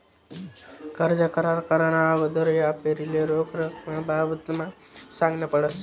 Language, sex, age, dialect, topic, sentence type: Marathi, male, 18-24, Northern Konkan, banking, statement